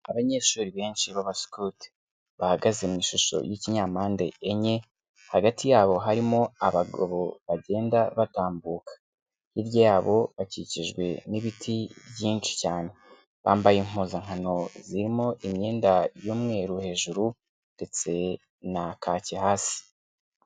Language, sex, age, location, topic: Kinyarwanda, male, 25-35, Kigali, education